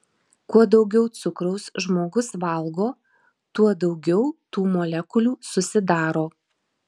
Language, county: Lithuanian, Marijampolė